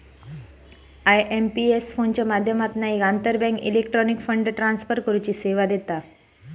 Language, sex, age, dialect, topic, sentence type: Marathi, female, 56-60, Southern Konkan, banking, statement